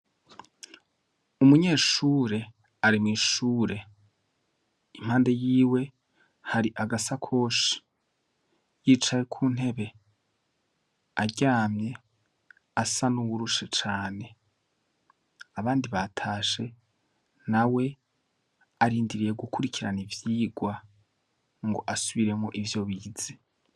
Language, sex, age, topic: Rundi, male, 25-35, education